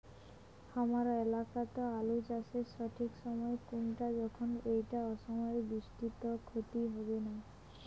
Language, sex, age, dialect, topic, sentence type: Bengali, female, 18-24, Rajbangshi, agriculture, question